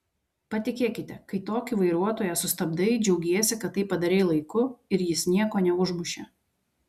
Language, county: Lithuanian, Vilnius